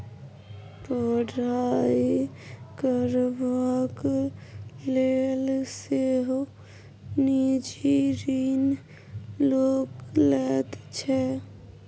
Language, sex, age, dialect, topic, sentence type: Maithili, female, 60-100, Bajjika, banking, statement